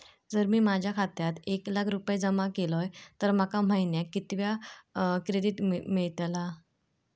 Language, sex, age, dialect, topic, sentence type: Marathi, female, 18-24, Southern Konkan, banking, question